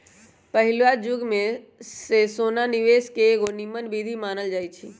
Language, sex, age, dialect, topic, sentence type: Magahi, male, 18-24, Western, banking, statement